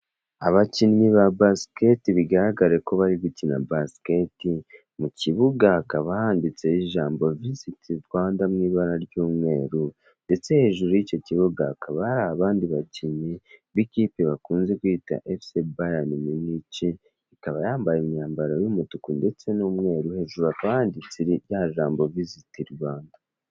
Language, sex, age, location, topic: Kinyarwanda, male, 18-24, Kigali, government